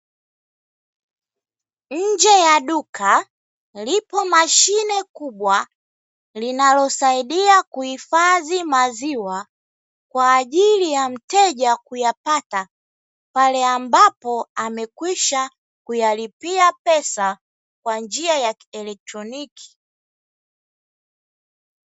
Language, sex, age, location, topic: Swahili, female, 25-35, Dar es Salaam, finance